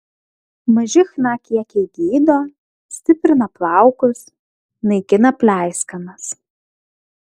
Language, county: Lithuanian, Klaipėda